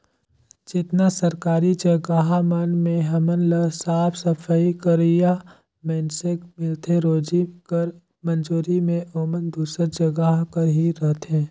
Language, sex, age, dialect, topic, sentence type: Chhattisgarhi, male, 18-24, Northern/Bhandar, agriculture, statement